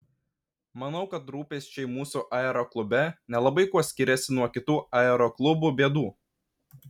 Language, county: Lithuanian, Kaunas